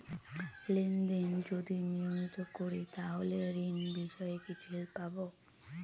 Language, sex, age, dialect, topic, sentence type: Bengali, female, 18-24, Northern/Varendri, banking, question